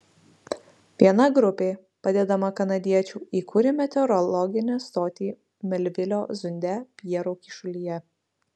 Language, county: Lithuanian, Marijampolė